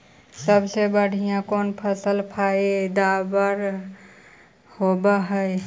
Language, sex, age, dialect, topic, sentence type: Magahi, female, 25-30, Central/Standard, agriculture, question